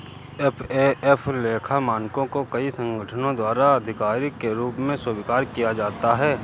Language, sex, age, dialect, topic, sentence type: Hindi, male, 41-45, Awadhi Bundeli, banking, statement